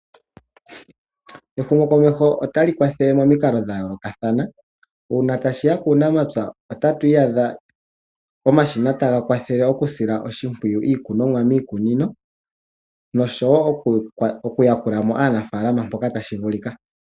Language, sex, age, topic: Oshiwambo, male, 18-24, agriculture